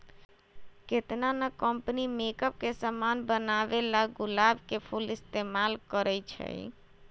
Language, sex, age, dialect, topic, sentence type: Magahi, female, 18-24, Western, agriculture, statement